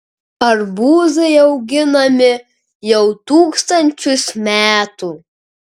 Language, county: Lithuanian, Kaunas